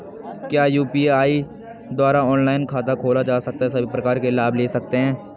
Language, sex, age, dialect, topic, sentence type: Hindi, male, 18-24, Garhwali, banking, question